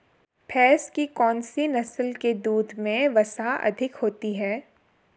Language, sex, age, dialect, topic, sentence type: Hindi, female, 18-24, Marwari Dhudhari, agriculture, question